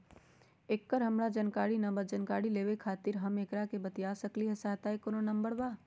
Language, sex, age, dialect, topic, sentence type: Magahi, female, 60-100, Western, banking, question